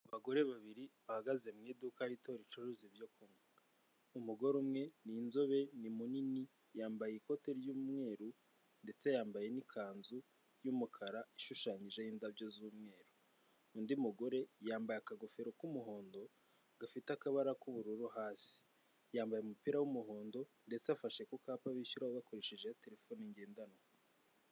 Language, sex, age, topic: Kinyarwanda, male, 25-35, finance